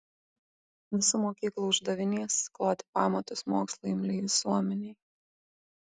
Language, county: Lithuanian, Kaunas